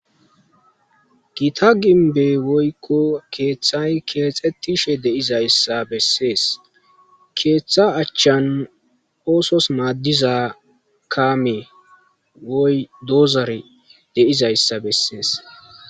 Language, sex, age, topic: Gamo, male, 18-24, government